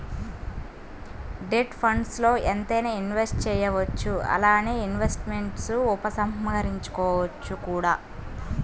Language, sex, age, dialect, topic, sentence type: Telugu, female, 18-24, Central/Coastal, banking, statement